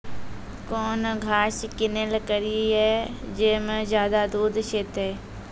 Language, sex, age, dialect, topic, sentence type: Maithili, female, 46-50, Angika, agriculture, question